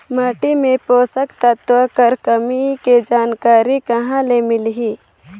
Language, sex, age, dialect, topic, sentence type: Chhattisgarhi, female, 18-24, Northern/Bhandar, agriculture, question